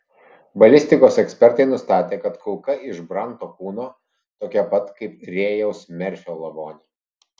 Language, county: Lithuanian, Vilnius